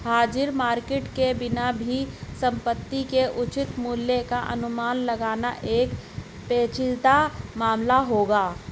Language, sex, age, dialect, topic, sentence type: Hindi, male, 56-60, Hindustani Malvi Khadi Boli, banking, statement